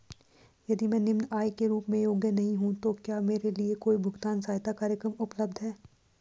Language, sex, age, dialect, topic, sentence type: Hindi, female, 18-24, Hindustani Malvi Khadi Boli, banking, question